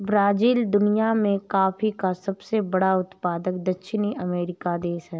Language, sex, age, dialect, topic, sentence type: Hindi, female, 31-35, Awadhi Bundeli, agriculture, statement